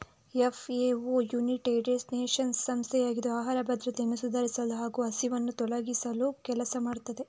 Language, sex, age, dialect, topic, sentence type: Kannada, female, 31-35, Coastal/Dakshin, agriculture, statement